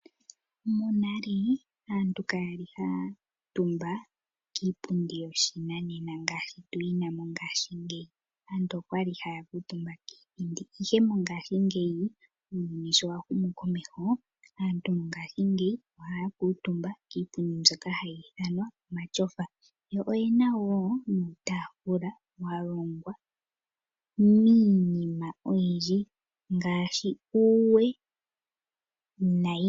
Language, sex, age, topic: Oshiwambo, female, 25-35, finance